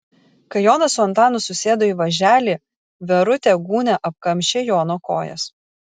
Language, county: Lithuanian, Kaunas